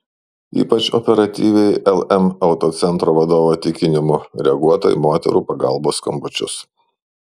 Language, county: Lithuanian, Šiauliai